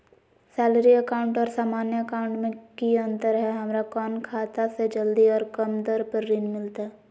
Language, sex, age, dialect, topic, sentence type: Magahi, female, 18-24, Southern, banking, question